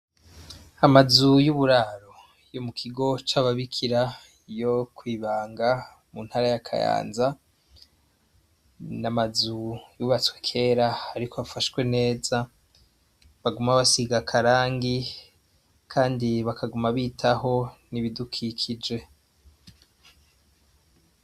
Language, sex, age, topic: Rundi, male, 25-35, education